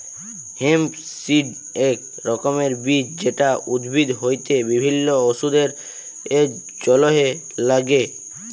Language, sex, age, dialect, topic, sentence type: Bengali, male, 18-24, Jharkhandi, agriculture, statement